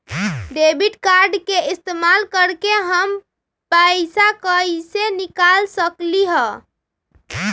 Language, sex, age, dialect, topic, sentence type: Magahi, female, 31-35, Western, banking, question